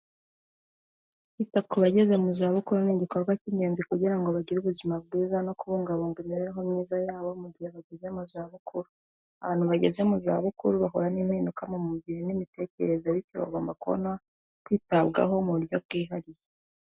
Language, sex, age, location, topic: Kinyarwanda, female, 18-24, Kigali, health